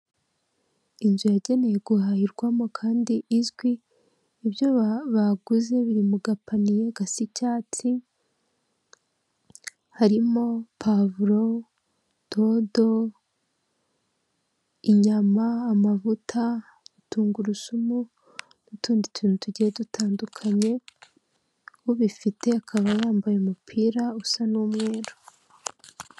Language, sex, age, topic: Kinyarwanda, female, 18-24, finance